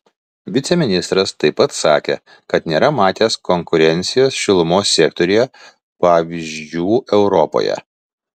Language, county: Lithuanian, Vilnius